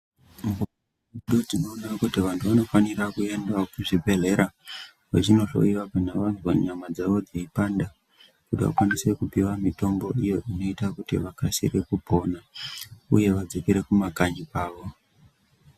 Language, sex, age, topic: Ndau, male, 25-35, health